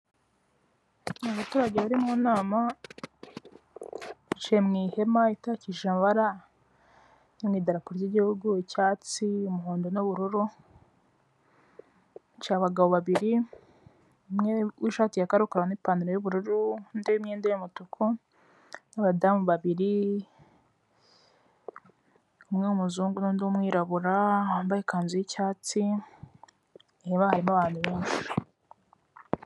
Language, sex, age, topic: Kinyarwanda, female, 18-24, government